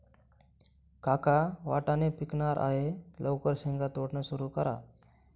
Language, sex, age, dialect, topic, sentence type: Marathi, male, 25-30, Northern Konkan, agriculture, statement